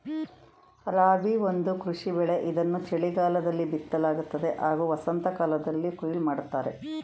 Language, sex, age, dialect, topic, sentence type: Kannada, female, 56-60, Mysore Kannada, agriculture, statement